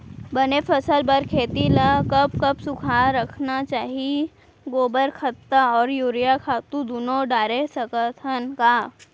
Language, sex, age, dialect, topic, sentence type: Chhattisgarhi, female, 18-24, Central, agriculture, question